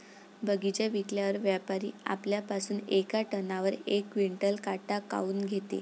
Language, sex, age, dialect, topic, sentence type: Marathi, female, 46-50, Varhadi, agriculture, question